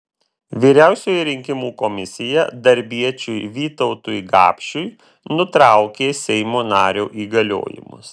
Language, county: Lithuanian, Vilnius